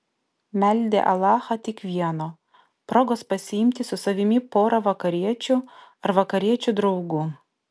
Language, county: Lithuanian, Vilnius